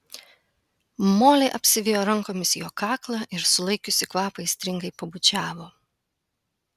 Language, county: Lithuanian, Panevėžys